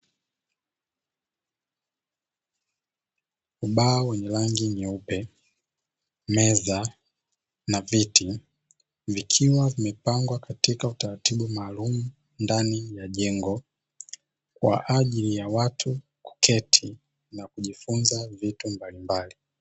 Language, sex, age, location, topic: Swahili, male, 18-24, Dar es Salaam, education